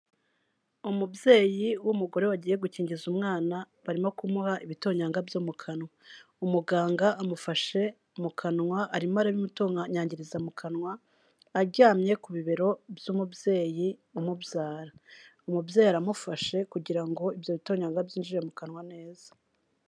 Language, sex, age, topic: Kinyarwanda, female, 36-49, health